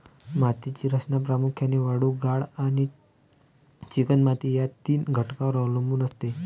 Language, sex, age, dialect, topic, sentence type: Marathi, male, 18-24, Varhadi, agriculture, statement